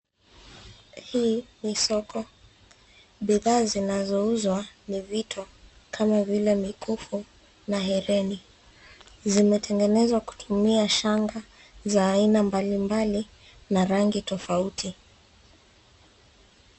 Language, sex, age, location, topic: Swahili, female, 25-35, Nairobi, finance